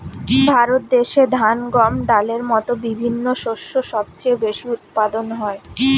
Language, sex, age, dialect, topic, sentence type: Bengali, female, 25-30, Standard Colloquial, agriculture, statement